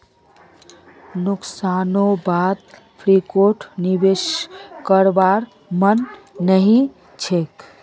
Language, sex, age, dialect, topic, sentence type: Magahi, female, 25-30, Northeastern/Surjapuri, banking, statement